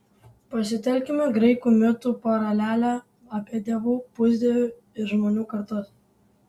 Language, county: Lithuanian, Kaunas